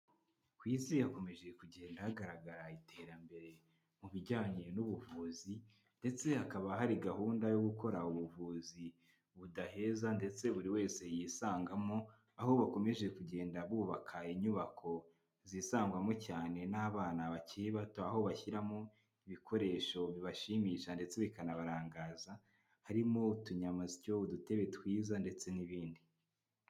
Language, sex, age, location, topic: Kinyarwanda, male, 25-35, Kigali, health